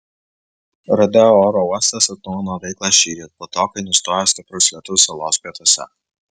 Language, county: Lithuanian, Vilnius